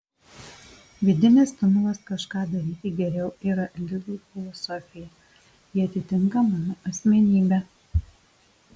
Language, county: Lithuanian, Alytus